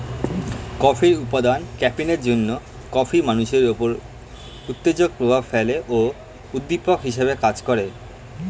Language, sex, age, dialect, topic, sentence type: Bengali, male, <18, Standard Colloquial, agriculture, statement